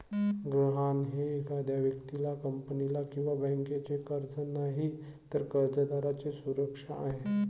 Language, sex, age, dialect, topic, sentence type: Marathi, male, 25-30, Varhadi, banking, statement